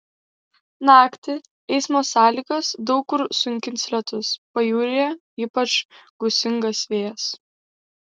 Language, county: Lithuanian, Vilnius